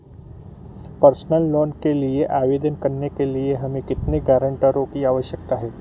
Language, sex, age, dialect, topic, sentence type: Hindi, male, 41-45, Marwari Dhudhari, banking, question